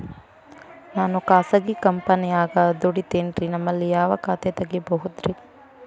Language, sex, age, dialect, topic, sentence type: Kannada, female, 18-24, Dharwad Kannada, banking, question